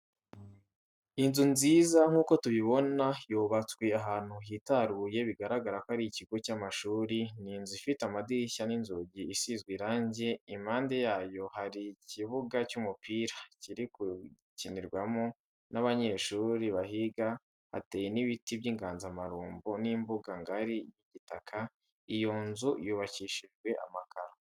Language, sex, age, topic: Kinyarwanda, male, 18-24, education